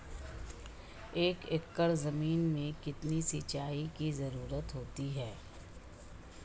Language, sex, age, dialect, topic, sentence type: Hindi, female, 25-30, Marwari Dhudhari, agriculture, question